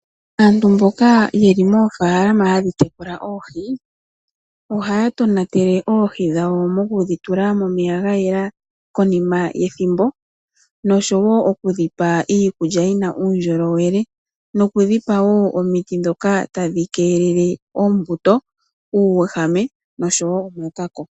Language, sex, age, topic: Oshiwambo, female, 18-24, agriculture